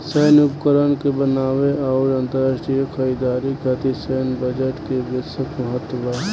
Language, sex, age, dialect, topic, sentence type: Bhojpuri, male, 18-24, Southern / Standard, banking, statement